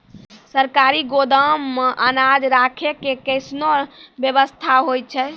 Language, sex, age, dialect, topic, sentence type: Maithili, female, 18-24, Angika, agriculture, question